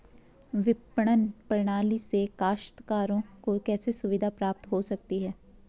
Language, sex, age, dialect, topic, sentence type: Hindi, female, 18-24, Garhwali, agriculture, question